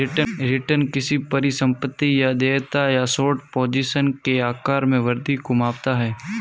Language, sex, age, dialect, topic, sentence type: Hindi, male, 25-30, Marwari Dhudhari, banking, statement